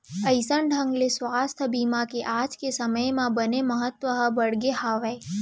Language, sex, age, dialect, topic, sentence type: Chhattisgarhi, female, 18-24, Central, banking, statement